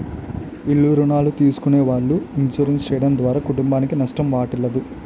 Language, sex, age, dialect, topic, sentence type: Telugu, male, 18-24, Utterandhra, banking, statement